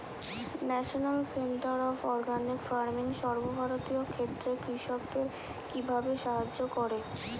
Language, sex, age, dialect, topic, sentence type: Bengali, female, 25-30, Standard Colloquial, agriculture, question